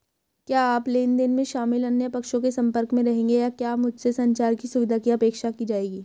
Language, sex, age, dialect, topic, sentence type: Hindi, female, 18-24, Hindustani Malvi Khadi Boli, banking, question